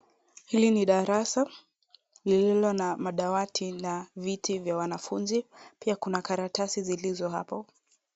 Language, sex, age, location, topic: Swahili, female, 50+, Kisumu, education